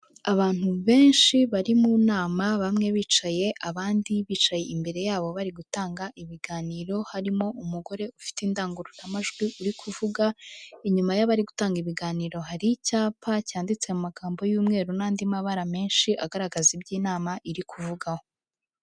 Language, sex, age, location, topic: Kinyarwanda, female, 25-35, Kigali, health